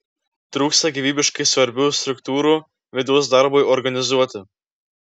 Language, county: Lithuanian, Klaipėda